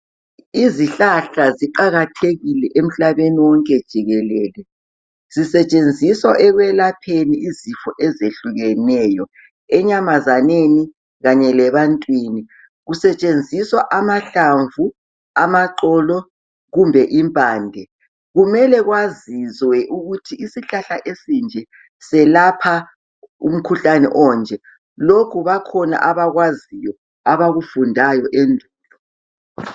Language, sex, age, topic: North Ndebele, female, 50+, health